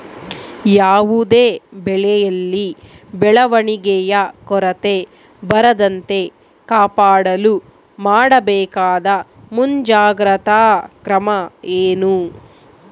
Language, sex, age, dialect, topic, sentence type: Kannada, female, 25-30, Central, agriculture, question